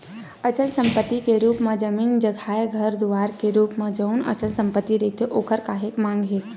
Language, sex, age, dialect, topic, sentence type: Chhattisgarhi, female, 56-60, Western/Budati/Khatahi, banking, statement